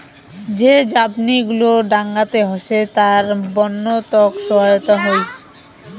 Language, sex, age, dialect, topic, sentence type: Bengali, female, 18-24, Rajbangshi, agriculture, statement